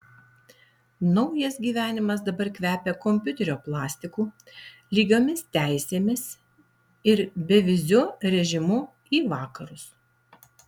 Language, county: Lithuanian, Alytus